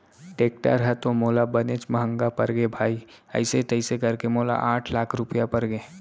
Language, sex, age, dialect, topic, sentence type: Chhattisgarhi, male, 18-24, Central, banking, statement